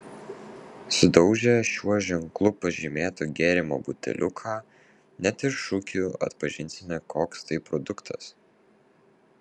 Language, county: Lithuanian, Vilnius